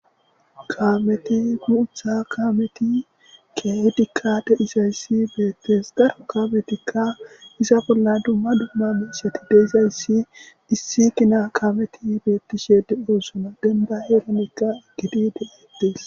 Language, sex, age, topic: Gamo, male, 18-24, government